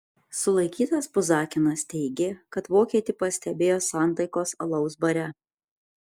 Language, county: Lithuanian, Kaunas